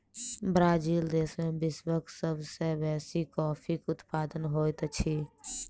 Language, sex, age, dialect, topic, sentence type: Maithili, female, 18-24, Southern/Standard, agriculture, statement